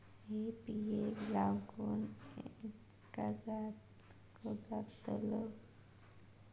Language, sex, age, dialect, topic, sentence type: Marathi, female, 18-24, Southern Konkan, agriculture, question